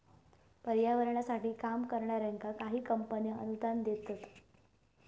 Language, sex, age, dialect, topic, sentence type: Marathi, female, 18-24, Southern Konkan, banking, statement